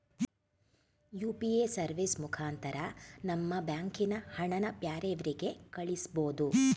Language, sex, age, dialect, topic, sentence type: Kannada, female, 46-50, Mysore Kannada, banking, statement